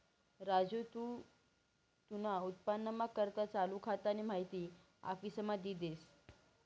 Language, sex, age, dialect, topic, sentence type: Marathi, female, 18-24, Northern Konkan, banking, statement